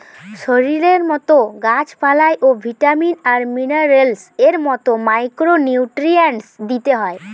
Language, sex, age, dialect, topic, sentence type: Bengali, female, 18-24, Western, agriculture, statement